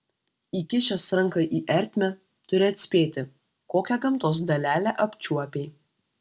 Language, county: Lithuanian, Alytus